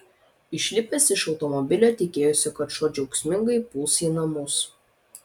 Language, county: Lithuanian, Vilnius